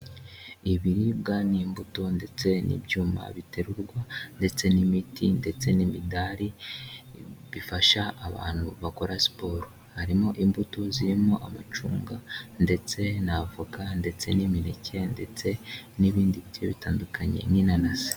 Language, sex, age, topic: Kinyarwanda, male, 18-24, health